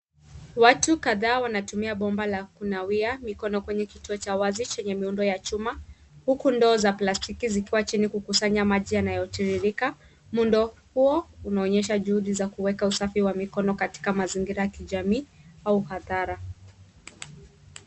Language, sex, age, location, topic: Swahili, female, 36-49, Nairobi, health